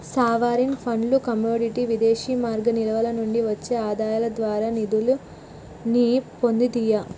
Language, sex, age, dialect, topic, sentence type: Telugu, female, 36-40, Telangana, banking, statement